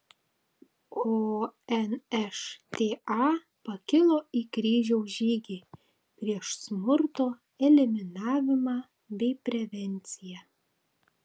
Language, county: Lithuanian, Tauragė